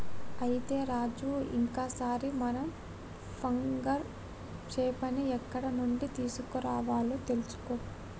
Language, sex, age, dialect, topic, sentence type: Telugu, female, 60-100, Telangana, agriculture, statement